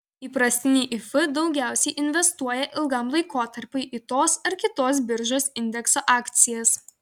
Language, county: Lithuanian, Vilnius